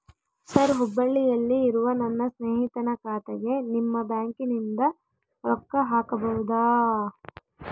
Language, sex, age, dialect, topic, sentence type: Kannada, female, 18-24, Central, banking, question